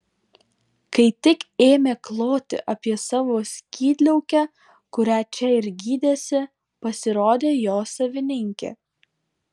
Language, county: Lithuanian, Vilnius